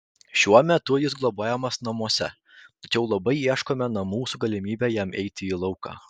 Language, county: Lithuanian, Vilnius